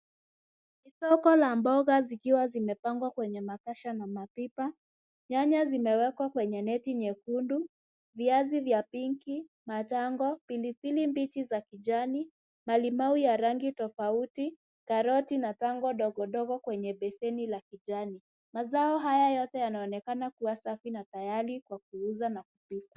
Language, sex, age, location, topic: Swahili, female, 18-24, Nairobi, finance